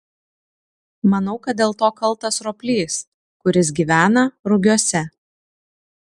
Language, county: Lithuanian, Šiauliai